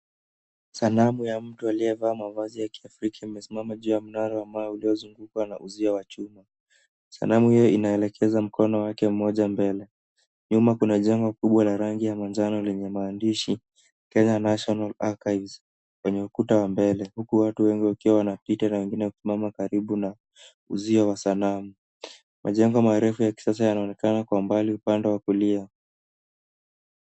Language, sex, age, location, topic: Swahili, male, 18-24, Nairobi, government